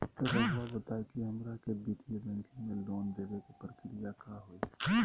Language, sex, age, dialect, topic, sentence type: Magahi, male, 31-35, Southern, banking, question